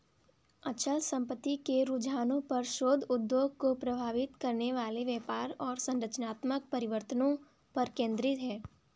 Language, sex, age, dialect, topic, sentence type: Hindi, female, 18-24, Kanauji Braj Bhasha, banking, statement